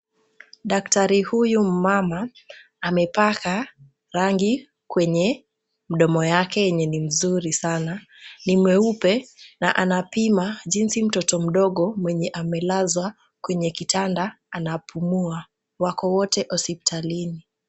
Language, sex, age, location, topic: Swahili, female, 18-24, Kisumu, health